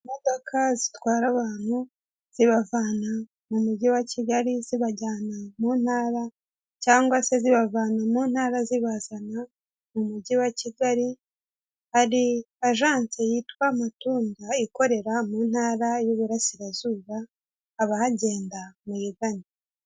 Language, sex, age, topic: Kinyarwanda, female, 18-24, government